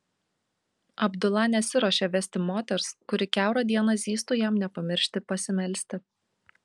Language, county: Lithuanian, Kaunas